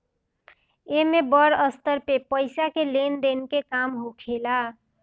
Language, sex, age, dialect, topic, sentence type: Bhojpuri, female, 18-24, Northern, banking, statement